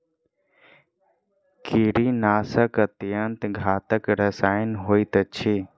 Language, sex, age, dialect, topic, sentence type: Maithili, female, 25-30, Southern/Standard, agriculture, statement